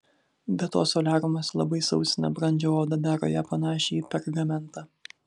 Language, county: Lithuanian, Vilnius